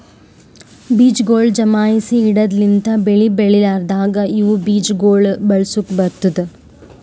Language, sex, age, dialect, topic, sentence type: Kannada, male, 25-30, Northeastern, agriculture, statement